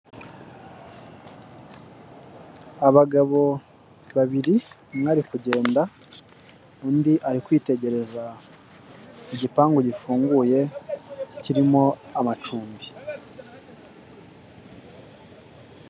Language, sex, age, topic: Kinyarwanda, male, 18-24, government